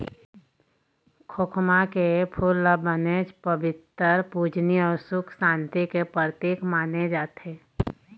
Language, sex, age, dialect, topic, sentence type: Chhattisgarhi, female, 31-35, Eastern, agriculture, statement